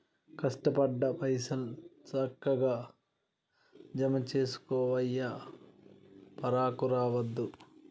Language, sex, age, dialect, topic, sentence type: Telugu, male, 36-40, Telangana, banking, statement